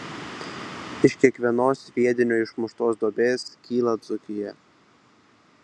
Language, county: Lithuanian, Vilnius